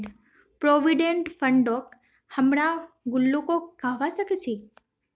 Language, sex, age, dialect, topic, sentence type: Magahi, female, 18-24, Northeastern/Surjapuri, banking, statement